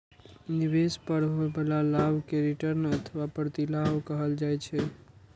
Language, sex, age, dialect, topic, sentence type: Maithili, male, 36-40, Eastern / Thethi, banking, statement